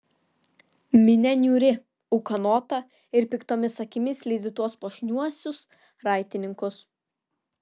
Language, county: Lithuanian, Vilnius